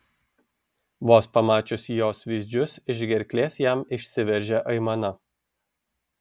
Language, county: Lithuanian, Šiauliai